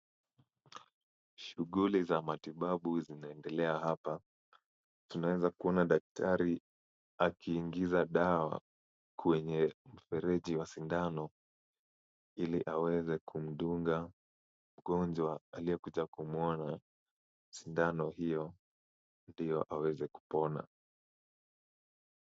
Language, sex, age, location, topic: Swahili, male, 18-24, Kisumu, health